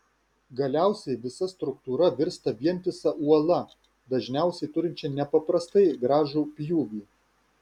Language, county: Lithuanian, Vilnius